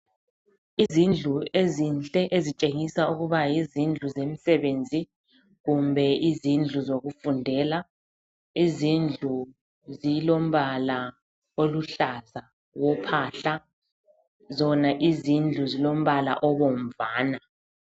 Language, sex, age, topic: North Ndebele, female, 36-49, education